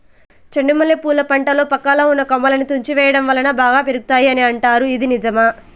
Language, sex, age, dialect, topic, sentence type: Telugu, female, 18-24, Southern, agriculture, question